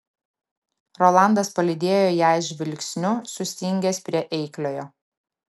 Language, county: Lithuanian, Klaipėda